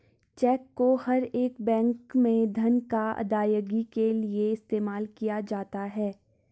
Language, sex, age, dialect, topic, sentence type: Hindi, female, 41-45, Garhwali, banking, statement